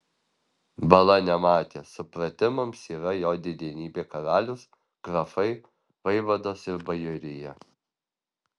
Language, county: Lithuanian, Alytus